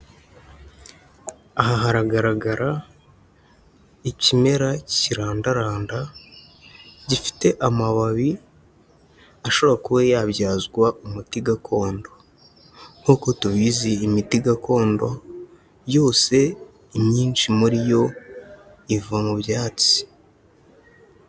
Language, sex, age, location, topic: Kinyarwanda, male, 18-24, Huye, health